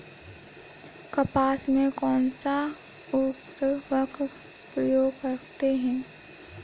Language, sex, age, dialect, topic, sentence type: Hindi, female, 18-24, Kanauji Braj Bhasha, agriculture, question